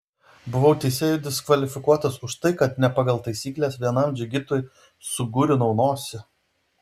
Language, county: Lithuanian, Vilnius